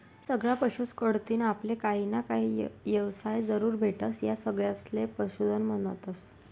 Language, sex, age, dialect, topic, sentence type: Marathi, female, 25-30, Northern Konkan, agriculture, statement